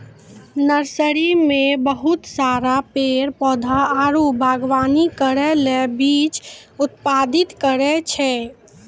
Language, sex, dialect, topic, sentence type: Maithili, female, Angika, agriculture, statement